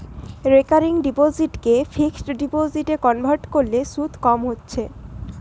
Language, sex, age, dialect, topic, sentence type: Bengali, male, 18-24, Western, banking, statement